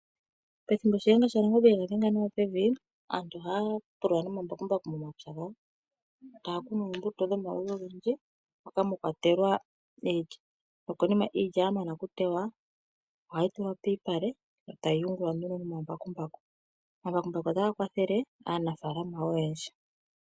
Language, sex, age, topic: Oshiwambo, female, 25-35, agriculture